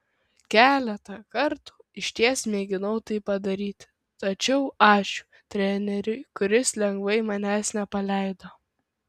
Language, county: Lithuanian, Kaunas